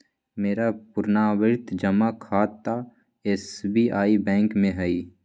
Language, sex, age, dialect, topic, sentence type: Magahi, male, 25-30, Western, banking, statement